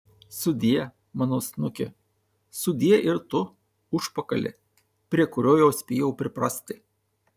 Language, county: Lithuanian, Tauragė